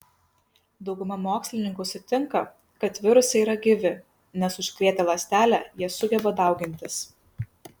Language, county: Lithuanian, Kaunas